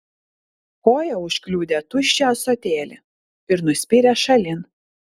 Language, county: Lithuanian, Vilnius